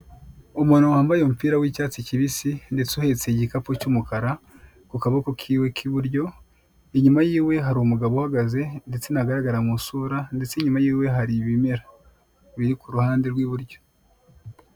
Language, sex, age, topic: Kinyarwanda, male, 25-35, government